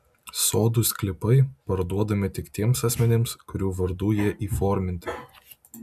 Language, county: Lithuanian, Vilnius